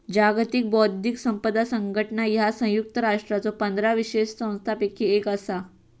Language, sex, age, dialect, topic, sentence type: Marathi, female, 18-24, Southern Konkan, banking, statement